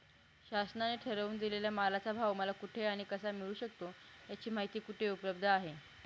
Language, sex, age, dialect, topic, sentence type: Marathi, female, 18-24, Northern Konkan, agriculture, question